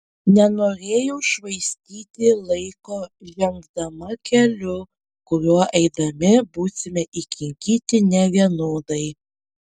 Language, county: Lithuanian, Panevėžys